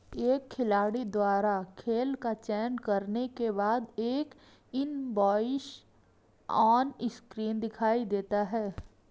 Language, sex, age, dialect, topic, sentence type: Hindi, female, 18-24, Marwari Dhudhari, banking, statement